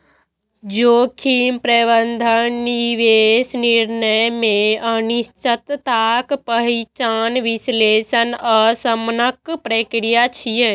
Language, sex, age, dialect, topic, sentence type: Maithili, female, 18-24, Eastern / Thethi, banking, statement